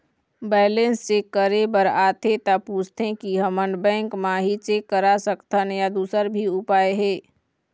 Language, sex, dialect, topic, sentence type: Chhattisgarhi, female, Eastern, banking, question